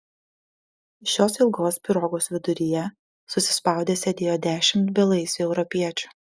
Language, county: Lithuanian, Panevėžys